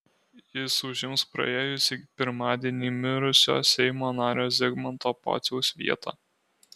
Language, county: Lithuanian, Alytus